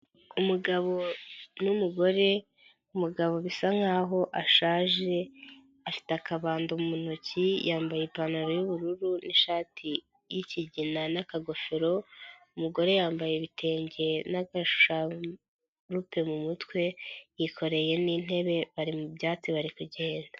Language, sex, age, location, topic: Kinyarwanda, male, 25-35, Nyagatare, agriculture